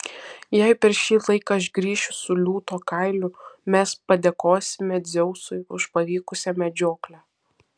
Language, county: Lithuanian, Vilnius